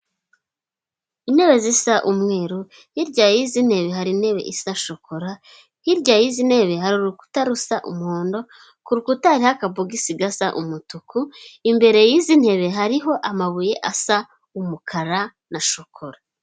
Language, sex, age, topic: Kinyarwanda, female, 18-24, government